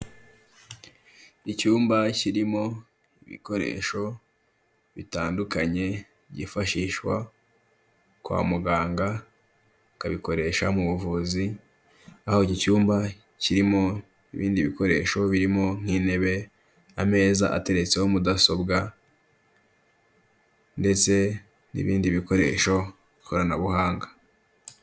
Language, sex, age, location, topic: Kinyarwanda, male, 18-24, Kigali, health